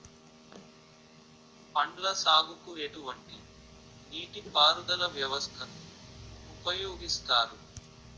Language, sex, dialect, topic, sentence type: Telugu, male, Utterandhra, agriculture, question